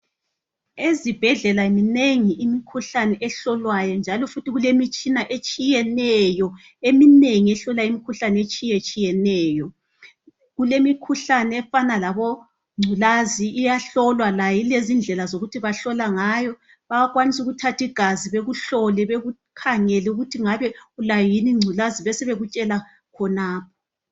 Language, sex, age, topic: North Ndebele, female, 36-49, health